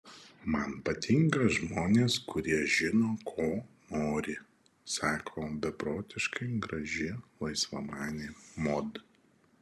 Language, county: Lithuanian, Šiauliai